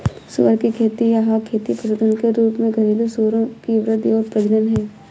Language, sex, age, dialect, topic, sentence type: Hindi, female, 51-55, Awadhi Bundeli, agriculture, statement